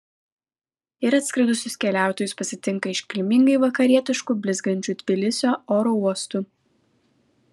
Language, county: Lithuanian, Vilnius